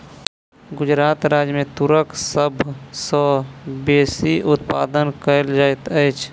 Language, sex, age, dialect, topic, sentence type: Maithili, male, 25-30, Southern/Standard, agriculture, statement